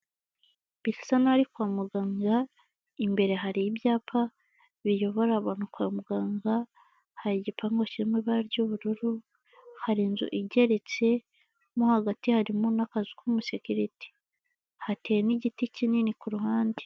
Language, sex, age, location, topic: Kinyarwanda, female, 25-35, Kigali, health